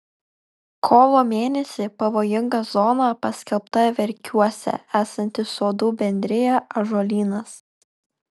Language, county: Lithuanian, Kaunas